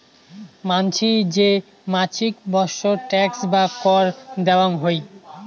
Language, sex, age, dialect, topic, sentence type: Bengali, male, 18-24, Rajbangshi, banking, statement